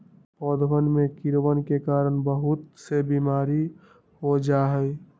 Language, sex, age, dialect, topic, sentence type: Magahi, male, 18-24, Western, agriculture, statement